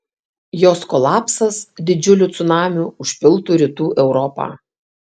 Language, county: Lithuanian, Kaunas